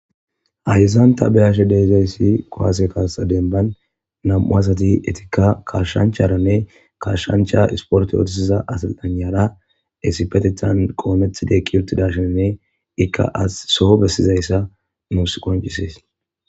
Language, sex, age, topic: Gamo, female, 18-24, government